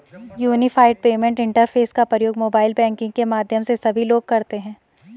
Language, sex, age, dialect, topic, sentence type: Hindi, female, 18-24, Garhwali, banking, statement